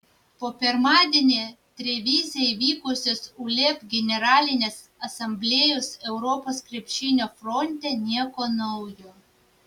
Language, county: Lithuanian, Vilnius